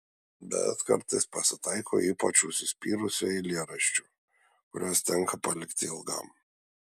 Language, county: Lithuanian, Šiauliai